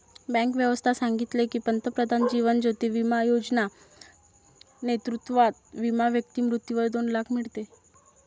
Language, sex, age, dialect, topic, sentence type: Marathi, female, 25-30, Varhadi, banking, statement